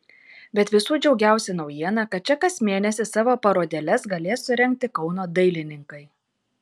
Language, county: Lithuanian, Kaunas